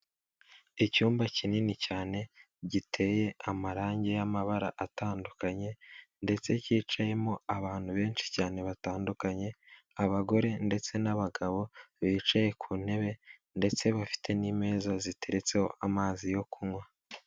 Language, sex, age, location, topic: Kinyarwanda, male, 18-24, Kigali, government